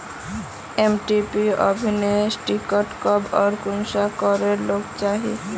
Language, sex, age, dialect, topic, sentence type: Magahi, male, 18-24, Northeastern/Surjapuri, agriculture, question